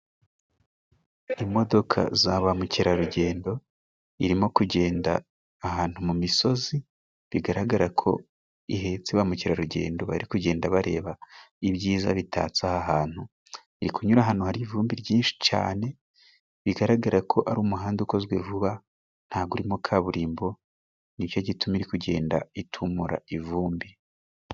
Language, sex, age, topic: Kinyarwanda, male, 18-24, government